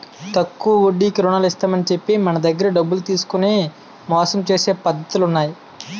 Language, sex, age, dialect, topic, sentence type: Telugu, male, 18-24, Utterandhra, banking, statement